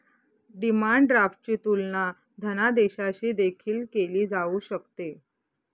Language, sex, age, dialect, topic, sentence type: Marathi, female, 31-35, Northern Konkan, banking, statement